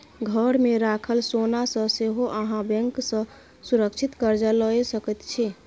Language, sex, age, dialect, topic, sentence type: Maithili, female, 31-35, Bajjika, banking, statement